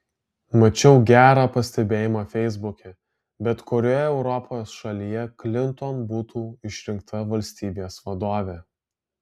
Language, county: Lithuanian, Alytus